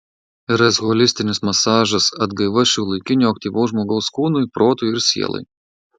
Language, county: Lithuanian, Marijampolė